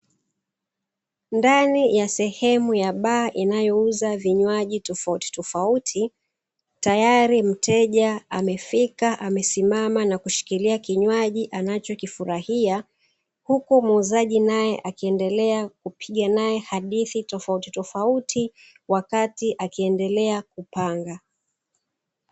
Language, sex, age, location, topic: Swahili, female, 36-49, Dar es Salaam, finance